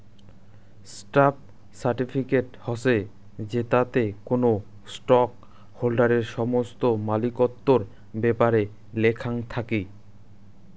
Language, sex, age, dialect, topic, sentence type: Bengali, male, 25-30, Rajbangshi, banking, statement